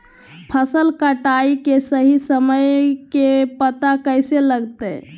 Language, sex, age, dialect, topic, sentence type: Magahi, female, 18-24, Southern, agriculture, question